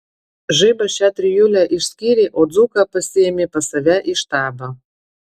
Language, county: Lithuanian, Marijampolė